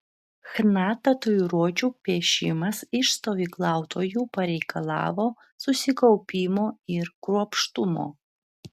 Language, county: Lithuanian, Vilnius